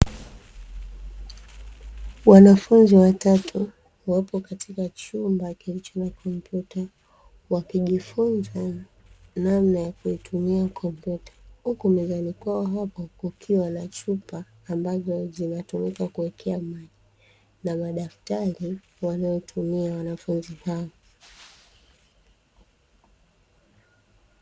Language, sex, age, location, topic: Swahili, female, 25-35, Dar es Salaam, education